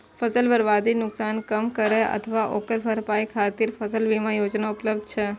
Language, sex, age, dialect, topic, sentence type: Maithili, female, 18-24, Eastern / Thethi, agriculture, statement